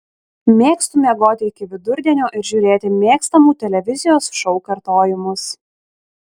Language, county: Lithuanian, Šiauliai